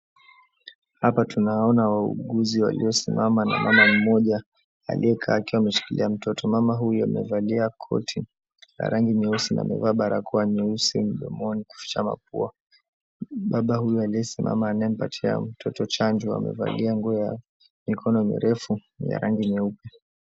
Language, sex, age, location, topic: Swahili, male, 25-35, Mombasa, health